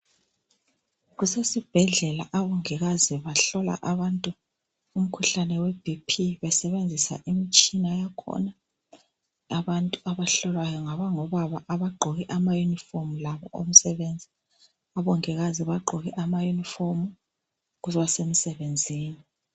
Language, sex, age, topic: North Ndebele, female, 36-49, health